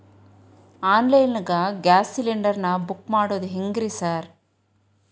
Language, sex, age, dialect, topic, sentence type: Kannada, female, 31-35, Dharwad Kannada, banking, question